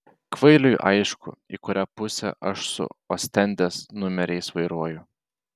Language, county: Lithuanian, Vilnius